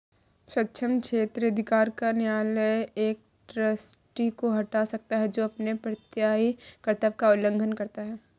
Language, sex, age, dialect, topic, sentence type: Hindi, female, 36-40, Kanauji Braj Bhasha, banking, statement